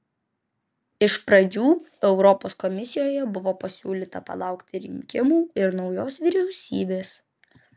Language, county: Lithuanian, Vilnius